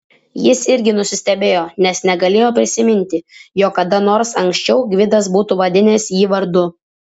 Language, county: Lithuanian, Vilnius